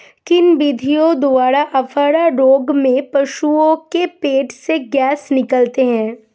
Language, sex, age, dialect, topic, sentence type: Hindi, female, 25-30, Hindustani Malvi Khadi Boli, agriculture, question